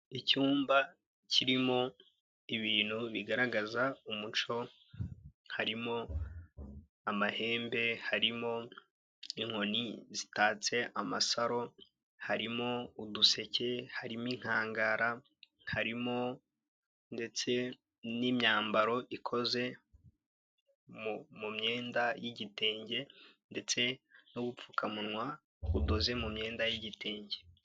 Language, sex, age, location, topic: Kinyarwanda, male, 25-35, Kigali, finance